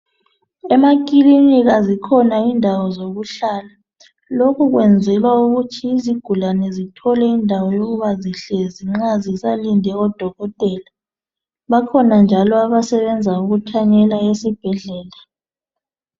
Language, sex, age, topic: North Ndebele, male, 36-49, health